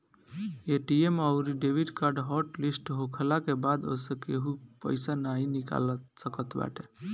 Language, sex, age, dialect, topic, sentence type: Bhojpuri, male, 18-24, Northern, banking, statement